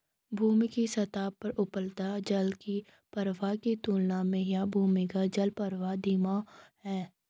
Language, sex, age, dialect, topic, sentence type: Hindi, female, 18-24, Garhwali, agriculture, statement